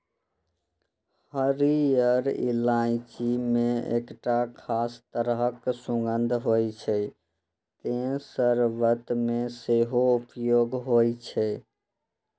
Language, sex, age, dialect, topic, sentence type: Maithili, male, 25-30, Eastern / Thethi, agriculture, statement